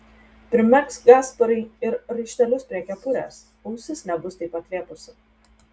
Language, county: Lithuanian, Telšiai